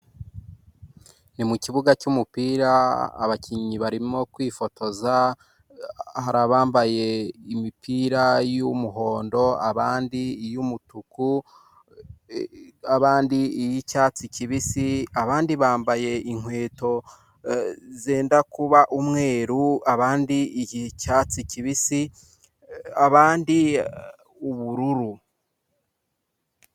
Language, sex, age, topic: Kinyarwanda, male, 25-35, government